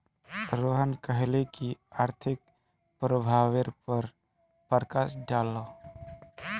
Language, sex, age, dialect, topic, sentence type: Magahi, male, 31-35, Northeastern/Surjapuri, banking, statement